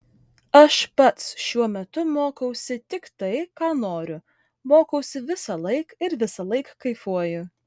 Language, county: Lithuanian, Vilnius